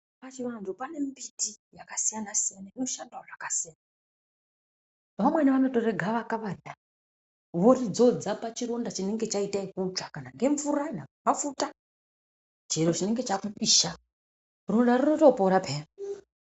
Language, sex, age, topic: Ndau, female, 25-35, health